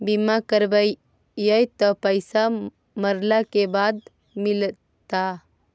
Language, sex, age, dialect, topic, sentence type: Magahi, female, 18-24, Central/Standard, banking, question